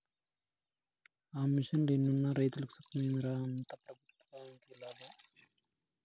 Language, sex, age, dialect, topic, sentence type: Telugu, male, 25-30, Southern, agriculture, statement